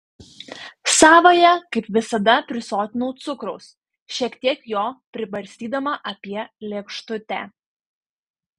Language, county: Lithuanian, Panevėžys